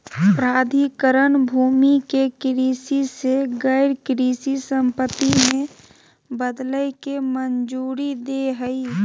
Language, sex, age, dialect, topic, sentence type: Magahi, male, 31-35, Southern, agriculture, statement